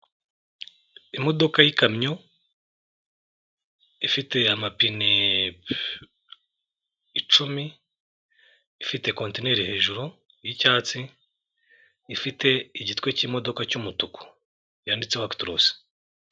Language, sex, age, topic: Kinyarwanda, male, 25-35, government